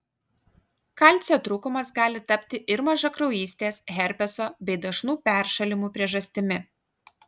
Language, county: Lithuanian, Kaunas